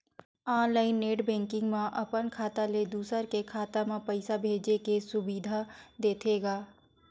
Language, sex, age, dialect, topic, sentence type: Chhattisgarhi, female, 25-30, Western/Budati/Khatahi, banking, statement